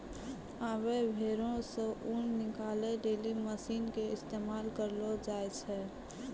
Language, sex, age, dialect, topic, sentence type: Maithili, female, 18-24, Angika, agriculture, statement